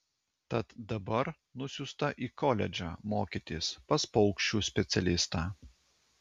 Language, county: Lithuanian, Klaipėda